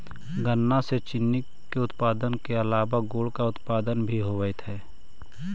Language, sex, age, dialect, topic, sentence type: Magahi, male, 18-24, Central/Standard, agriculture, statement